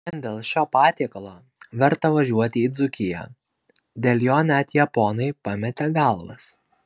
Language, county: Lithuanian, Kaunas